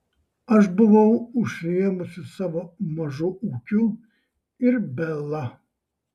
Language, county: Lithuanian, Šiauliai